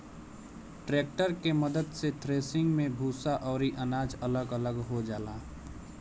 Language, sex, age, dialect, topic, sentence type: Bhojpuri, male, 18-24, Southern / Standard, agriculture, statement